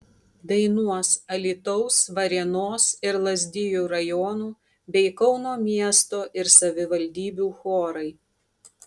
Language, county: Lithuanian, Tauragė